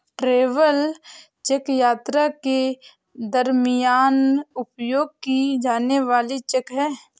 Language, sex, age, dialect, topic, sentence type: Hindi, female, 18-24, Awadhi Bundeli, banking, statement